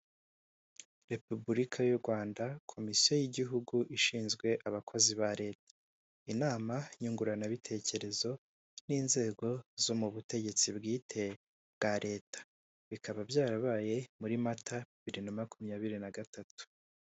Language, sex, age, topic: Kinyarwanda, male, 18-24, government